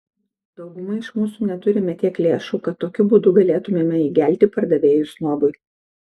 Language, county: Lithuanian, Kaunas